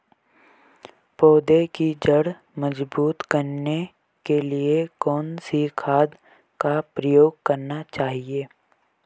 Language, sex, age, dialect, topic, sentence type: Hindi, female, 18-24, Garhwali, agriculture, question